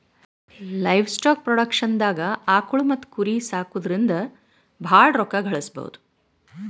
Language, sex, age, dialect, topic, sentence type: Kannada, female, 36-40, Northeastern, agriculture, statement